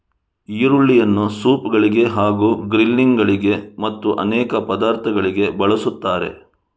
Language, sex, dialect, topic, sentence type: Kannada, male, Coastal/Dakshin, agriculture, statement